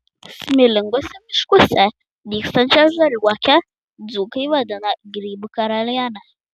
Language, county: Lithuanian, Klaipėda